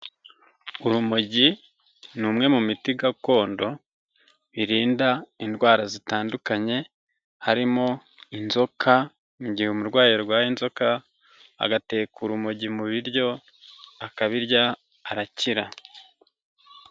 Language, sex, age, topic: Kinyarwanda, male, 25-35, health